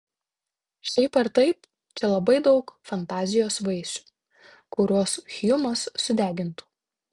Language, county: Lithuanian, Tauragė